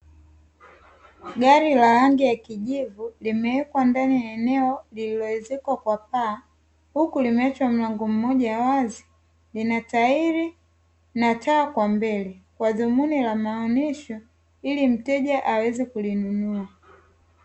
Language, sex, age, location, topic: Swahili, female, 18-24, Dar es Salaam, finance